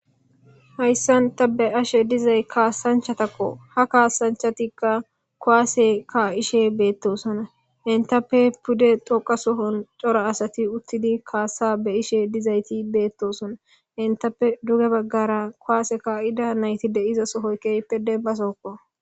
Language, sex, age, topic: Gamo, male, 18-24, government